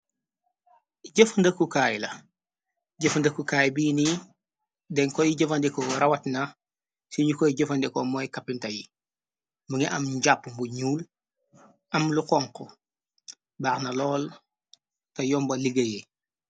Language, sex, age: Wolof, male, 25-35